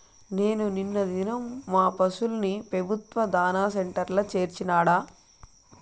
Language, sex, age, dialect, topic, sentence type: Telugu, female, 31-35, Southern, agriculture, statement